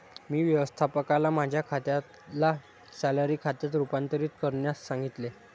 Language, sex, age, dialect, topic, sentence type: Marathi, male, 46-50, Standard Marathi, banking, statement